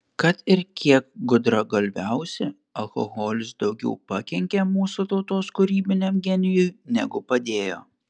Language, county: Lithuanian, Panevėžys